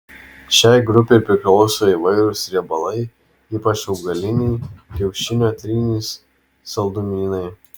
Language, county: Lithuanian, Vilnius